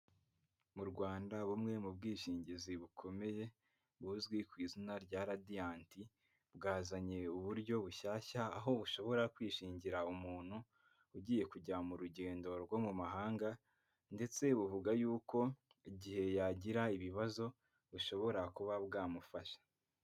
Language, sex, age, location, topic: Kinyarwanda, male, 18-24, Kigali, finance